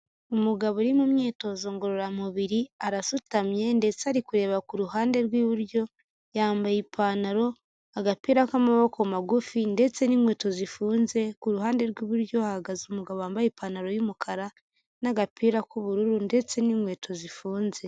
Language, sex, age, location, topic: Kinyarwanda, female, 18-24, Huye, health